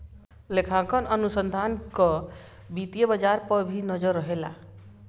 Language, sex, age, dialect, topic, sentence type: Bhojpuri, male, 25-30, Northern, banking, statement